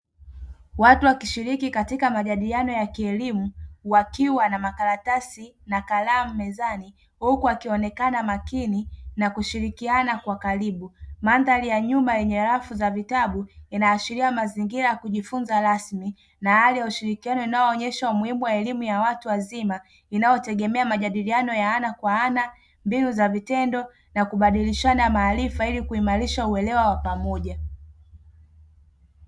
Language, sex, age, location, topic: Swahili, male, 18-24, Dar es Salaam, education